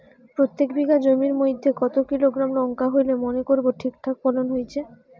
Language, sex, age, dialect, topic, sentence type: Bengali, female, 18-24, Rajbangshi, agriculture, question